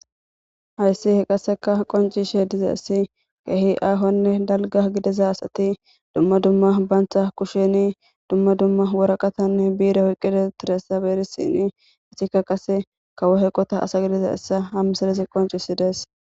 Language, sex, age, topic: Gamo, female, 25-35, government